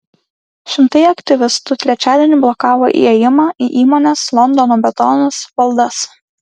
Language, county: Lithuanian, Klaipėda